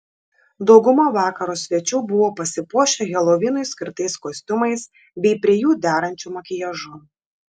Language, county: Lithuanian, Šiauliai